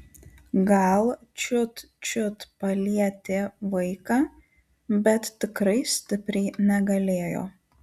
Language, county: Lithuanian, Alytus